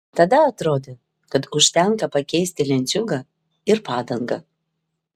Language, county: Lithuanian, Vilnius